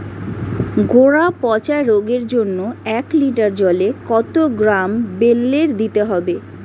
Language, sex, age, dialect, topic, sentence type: Bengali, female, 31-35, Standard Colloquial, agriculture, question